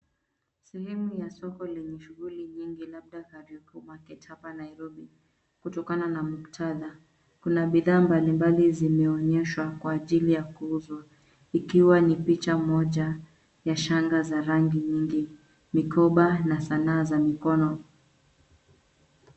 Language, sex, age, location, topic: Swahili, female, 25-35, Nairobi, finance